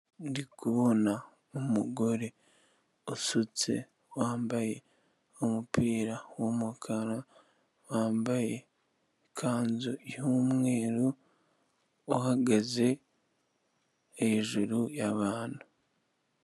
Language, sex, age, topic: Kinyarwanda, male, 18-24, government